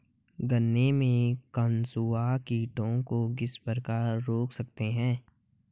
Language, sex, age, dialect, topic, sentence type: Hindi, male, 18-24, Hindustani Malvi Khadi Boli, agriculture, question